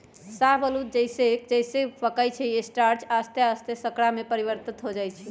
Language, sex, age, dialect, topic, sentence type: Magahi, female, 31-35, Western, agriculture, statement